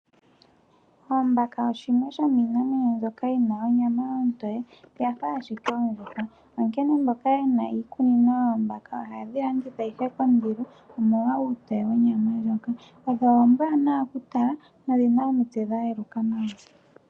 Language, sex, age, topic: Oshiwambo, female, 18-24, agriculture